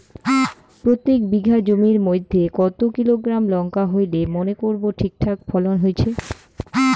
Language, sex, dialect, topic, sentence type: Bengali, female, Rajbangshi, agriculture, question